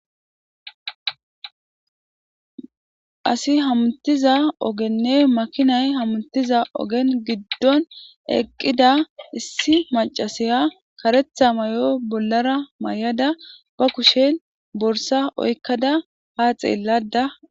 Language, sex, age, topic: Gamo, female, 18-24, government